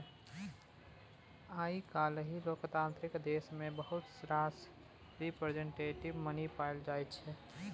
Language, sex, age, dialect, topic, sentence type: Maithili, male, 18-24, Bajjika, banking, statement